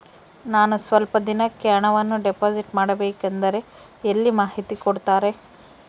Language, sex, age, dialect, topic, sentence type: Kannada, female, 51-55, Central, banking, question